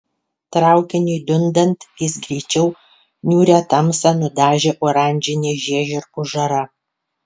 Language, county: Lithuanian, Panevėžys